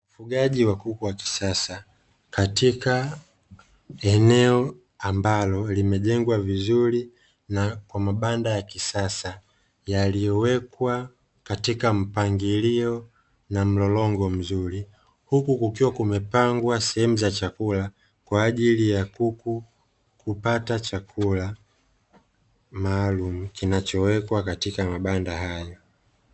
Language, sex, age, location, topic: Swahili, male, 25-35, Dar es Salaam, agriculture